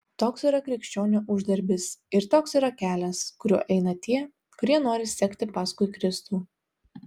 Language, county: Lithuanian, Telšiai